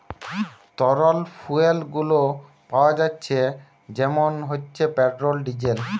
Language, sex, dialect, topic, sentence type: Bengali, male, Western, agriculture, statement